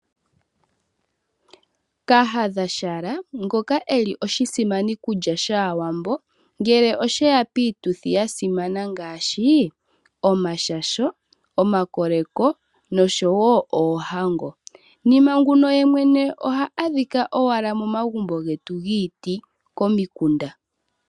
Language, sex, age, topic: Oshiwambo, female, 18-24, agriculture